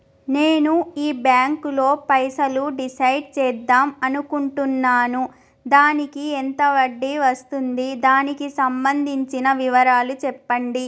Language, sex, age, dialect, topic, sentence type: Telugu, female, 25-30, Telangana, banking, question